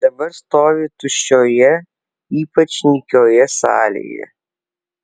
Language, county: Lithuanian, Alytus